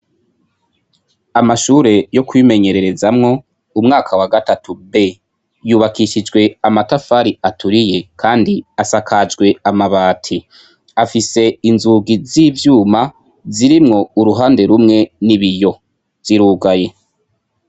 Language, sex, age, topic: Rundi, male, 25-35, education